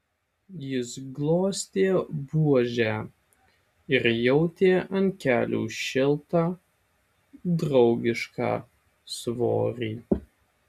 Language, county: Lithuanian, Alytus